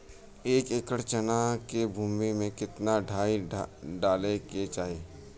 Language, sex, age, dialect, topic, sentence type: Bhojpuri, male, 18-24, Western, agriculture, question